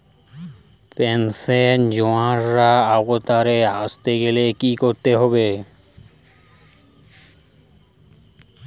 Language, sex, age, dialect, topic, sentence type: Bengali, male, 25-30, Western, banking, question